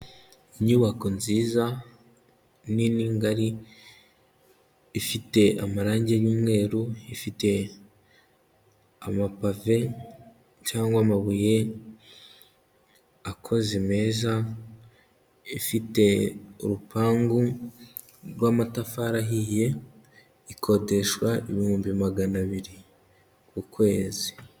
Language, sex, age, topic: Kinyarwanda, male, 18-24, finance